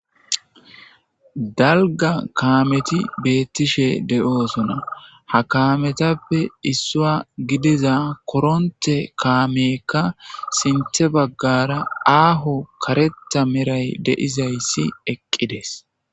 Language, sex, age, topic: Gamo, male, 25-35, government